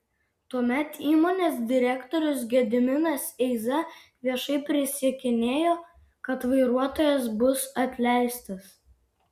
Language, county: Lithuanian, Vilnius